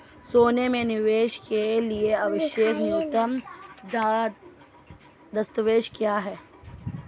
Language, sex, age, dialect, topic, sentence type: Hindi, female, 25-30, Marwari Dhudhari, banking, question